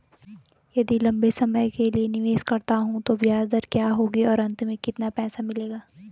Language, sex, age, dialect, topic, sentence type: Hindi, female, 18-24, Garhwali, banking, question